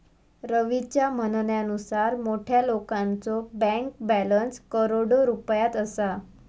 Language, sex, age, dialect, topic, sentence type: Marathi, male, 18-24, Southern Konkan, banking, statement